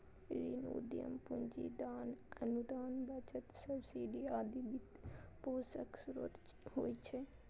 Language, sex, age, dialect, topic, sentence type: Maithili, female, 18-24, Eastern / Thethi, banking, statement